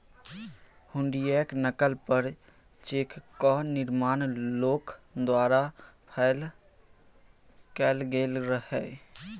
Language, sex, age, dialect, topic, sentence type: Maithili, male, 18-24, Bajjika, banking, statement